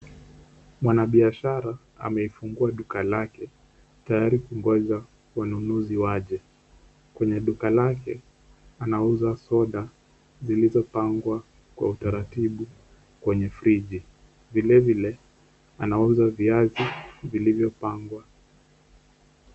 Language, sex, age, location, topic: Swahili, male, 18-24, Kisumu, finance